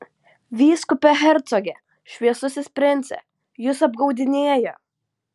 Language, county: Lithuanian, Vilnius